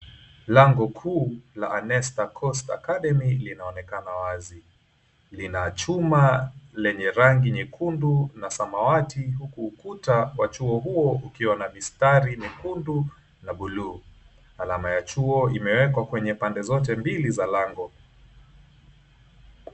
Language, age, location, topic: Swahili, 25-35, Mombasa, education